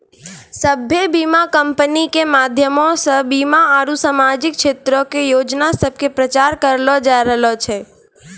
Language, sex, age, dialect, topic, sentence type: Maithili, female, 25-30, Angika, banking, statement